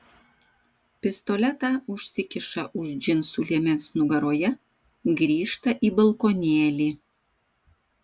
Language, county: Lithuanian, Vilnius